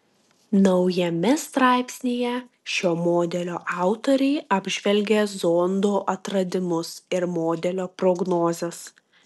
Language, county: Lithuanian, Klaipėda